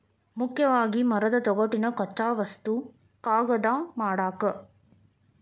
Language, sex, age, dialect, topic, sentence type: Kannada, female, 18-24, Dharwad Kannada, agriculture, statement